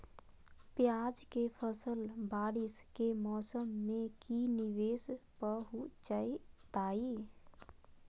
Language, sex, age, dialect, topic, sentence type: Magahi, female, 25-30, Southern, agriculture, question